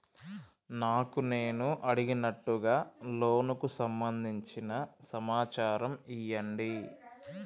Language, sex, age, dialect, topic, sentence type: Telugu, male, 25-30, Telangana, banking, question